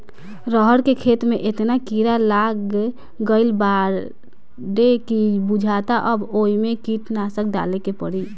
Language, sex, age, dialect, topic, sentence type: Bhojpuri, female, 18-24, Southern / Standard, agriculture, statement